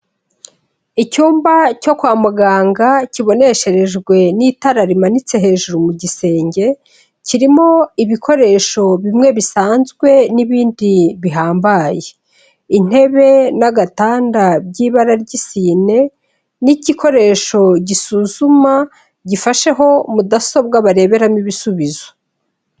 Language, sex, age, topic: Kinyarwanda, female, 36-49, health